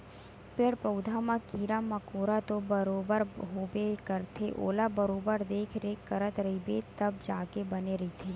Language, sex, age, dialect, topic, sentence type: Chhattisgarhi, female, 18-24, Western/Budati/Khatahi, agriculture, statement